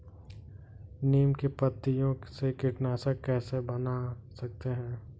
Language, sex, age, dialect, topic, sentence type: Hindi, male, 46-50, Kanauji Braj Bhasha, agriculture, question